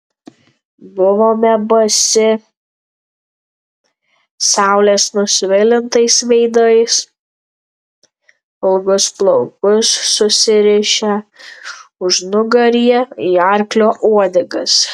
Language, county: Lithuanian, Tauragė